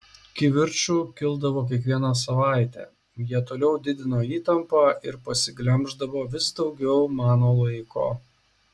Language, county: Lithuanian, Šiauliai